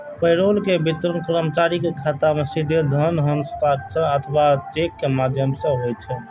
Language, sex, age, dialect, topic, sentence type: Maithili, male, 18-24, Eastern / Thethi, banking, statement